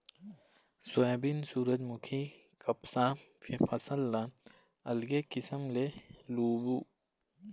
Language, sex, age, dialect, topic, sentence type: Chhattisgarhi, male, 18-24, Eastern, agriculture, statement